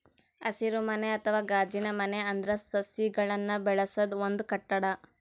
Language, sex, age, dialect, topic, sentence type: Kannada, female, 18-24, Northeastern, agriculture, statement